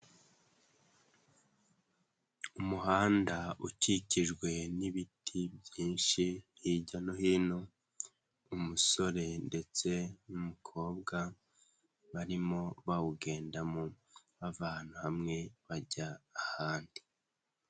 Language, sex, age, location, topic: Kinyarwanda, male, 18-24, Nyagatare, agriculture